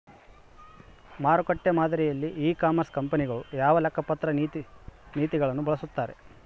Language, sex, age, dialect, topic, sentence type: Kannada, male, 25-30, Central, agriculture, question